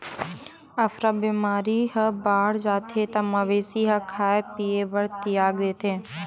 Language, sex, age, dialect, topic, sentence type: Chhattisgarhi, female, 18-24, Western/Budati/Khatahi, agriculture, statement